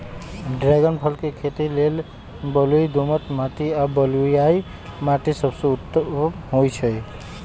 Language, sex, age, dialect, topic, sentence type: Magahi, male, 18-24, Western, agriculture, statement